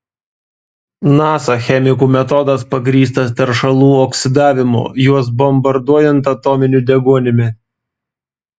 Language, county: Lithuanian, Vilnius